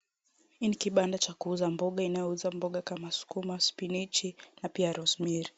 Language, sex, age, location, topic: Swahili, female, 50+, Kisumu, finance